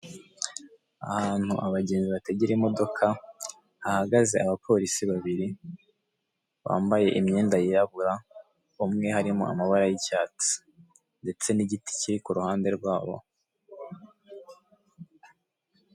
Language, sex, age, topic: Kinyarwanda, male, 18-24, government